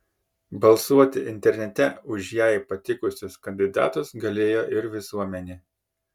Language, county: Lithuanian, Kaunas